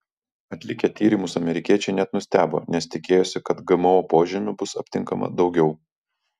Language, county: Lithuanian, Vilnius